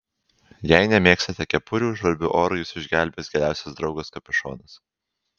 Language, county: Lithuanian, Alytus